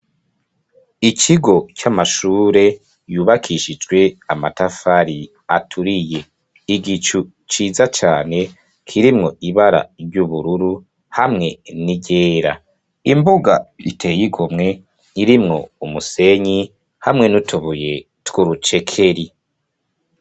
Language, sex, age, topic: Rundi, male, 25-35, education